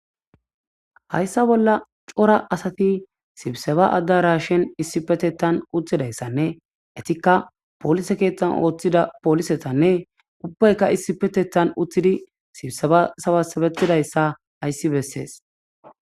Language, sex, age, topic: Gamo, male, 18-24, government